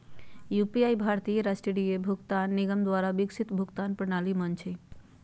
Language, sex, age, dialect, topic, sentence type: Magahi, female, 31-35, Southern, banking, statement